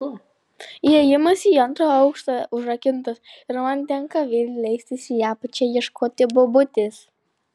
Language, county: Lithuanian, Panevėžys